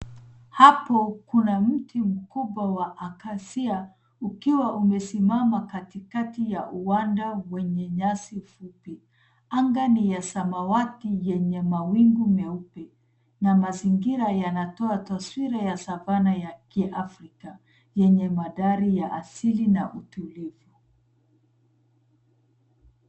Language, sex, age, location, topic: Swahili, female, 36-49, Nairobi, government